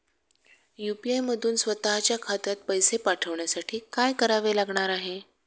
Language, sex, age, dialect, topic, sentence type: Marathi, female, 36-40, Standard Marathi, banking, statement